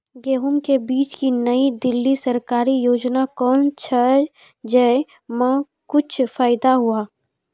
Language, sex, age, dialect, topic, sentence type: Maithili, female, 18-24, Angika, agriculture, question